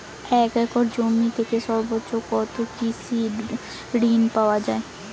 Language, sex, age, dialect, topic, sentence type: Bengali, female, 18-24, Western, banking, question